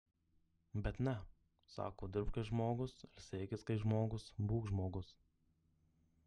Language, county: Lithuanian, Marijampolė